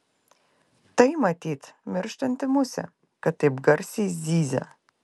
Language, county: Lithuanian, Klaipėda